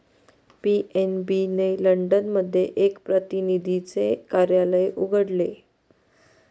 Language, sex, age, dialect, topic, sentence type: Marathi, female, 31-35, Northern Konkan, banking, statement